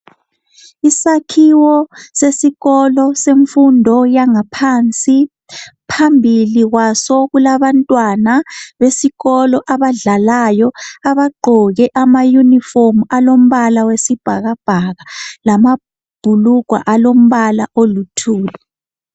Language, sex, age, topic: North Ndebele, male, 25-35, education